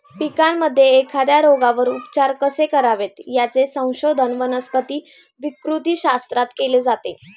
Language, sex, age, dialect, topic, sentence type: Marathi, female, 18-24, Standard Marathi, agriculture, statement